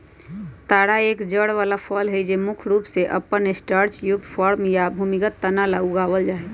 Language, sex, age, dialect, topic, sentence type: Magahi, female, 31-35, Western, agriculture, statement